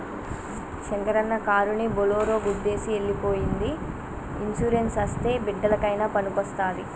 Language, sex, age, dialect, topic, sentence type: Telugu, female, 25-30, Telangana, banking, statement